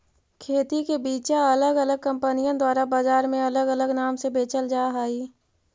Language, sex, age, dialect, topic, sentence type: Magahi, female, 41-45, Central/Standard, agriculture, statement